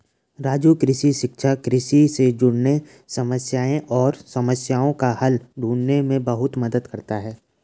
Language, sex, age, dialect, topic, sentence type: Hindi, male, 18-24, Garhwali, agriculture, statement